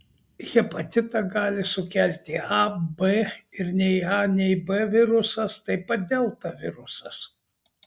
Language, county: Lithuanian, Kaunas